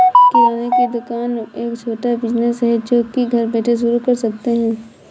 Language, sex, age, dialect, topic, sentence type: Hindi, female, 51-55, Awadhi Bundeli, banking, statement